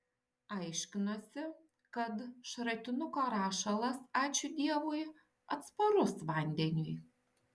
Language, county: Lithuanian, Šiauliai